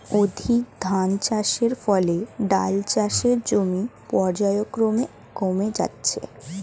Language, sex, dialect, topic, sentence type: Bengali, female, Standard Colloquial, agriculture, statement